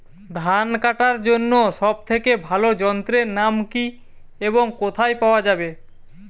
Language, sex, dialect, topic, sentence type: Bengali, male, Western, agriculture, question